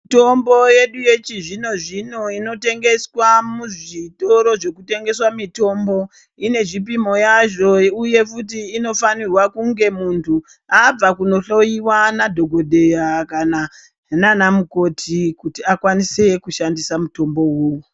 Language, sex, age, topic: Ndau, female, 36-49, health